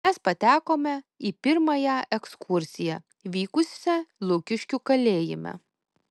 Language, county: Lithuanian, Kaunas